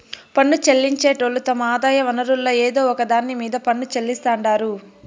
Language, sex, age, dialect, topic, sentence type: Telugu, male, 18-24, Southern, banking, statement